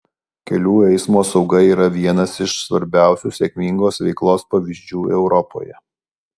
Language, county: Lithuanian, Alytus